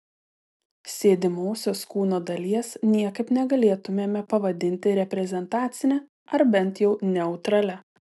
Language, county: Lithuanian, Telšiai